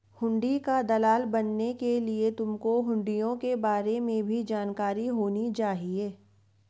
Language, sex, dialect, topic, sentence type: Hindi, female, Marwari Dhudhari, banking, statement